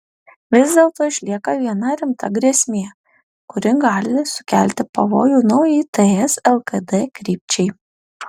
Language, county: Lithuanian, Alytus